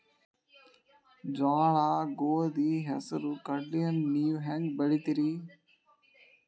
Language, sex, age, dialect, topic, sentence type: Kannada, male, 18-24, Dharwad Kannada, agriculture, question